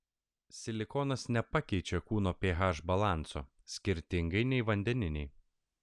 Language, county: Lithuanian, Klaipėda